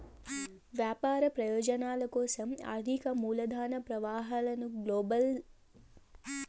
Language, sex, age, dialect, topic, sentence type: Telugu, female, 18-24, Southern, banking, statement